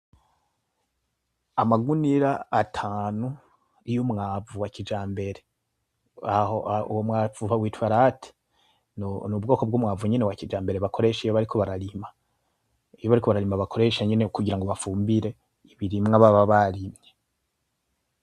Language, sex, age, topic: Rundi, male, 25-35, agriculture